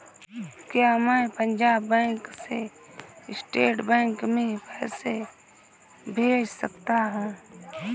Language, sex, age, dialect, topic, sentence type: Hindi, female, 18-24, Awadhi Bundeli, banking, question